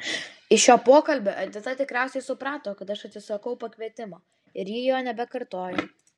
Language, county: Lithuanian, Vilnius